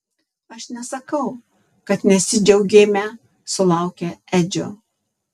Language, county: Lithuanian, Tauragė